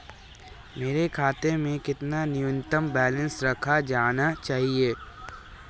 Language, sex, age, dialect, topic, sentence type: Hindi, male, 18-24, Marwari Dhudhari, banking, question